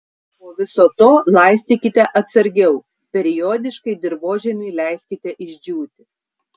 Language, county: Lithuanian, Tauragė